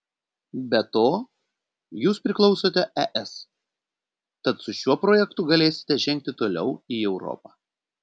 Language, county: Lithuanian, Panevėžys